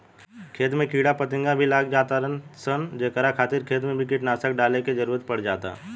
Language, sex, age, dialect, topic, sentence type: Bhojpuri, male, 18-24, Southern / Standard, agriculture, statement